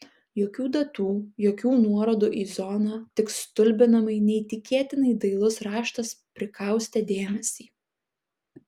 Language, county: Lithuanian, Klaipėda